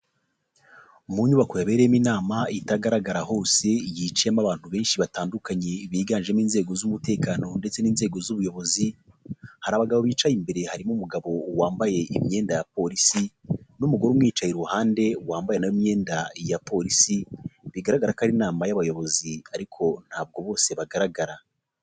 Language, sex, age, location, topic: Kinyarwanda, male, 25-35, Nyagatare, government